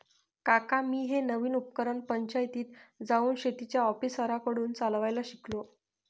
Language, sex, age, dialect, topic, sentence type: Marathi, female, 60-100, Northern Konkan, agriculture, statement